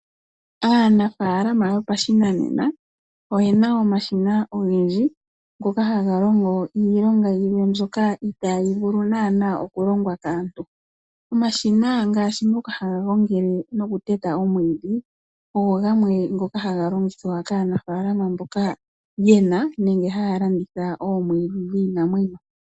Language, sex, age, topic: Oshiwambo, female, 18-24, agriculture